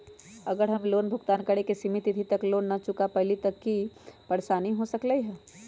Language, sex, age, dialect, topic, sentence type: Magahi, female, 31-35, Western, banking, question